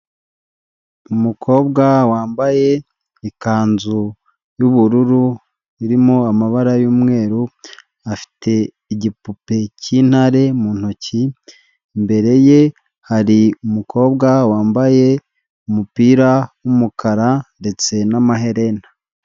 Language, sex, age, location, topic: Kinyarwanda, male, 25-35, Huye, health